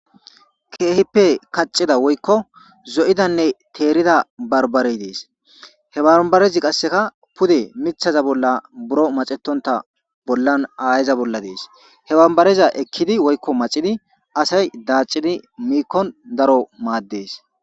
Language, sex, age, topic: Gamo, male, 18-24, agriculture